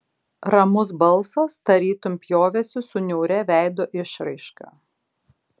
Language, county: Lithuanian, Šiauliai